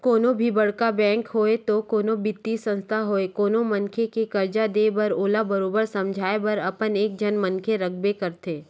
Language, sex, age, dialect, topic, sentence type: Chhattisgarhi, female, 31-35, Western/Budati/Khatahi, banking, statement